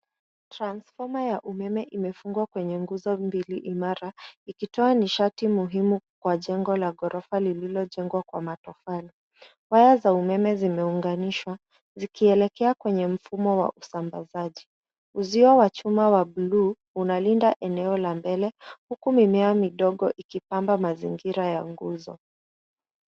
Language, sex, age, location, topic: Swahili, female, 25-35, Nairobi, government